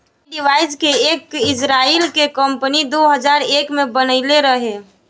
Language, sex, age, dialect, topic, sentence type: Bhojpuri, female, <18, Southern / Standard, agriculture, statement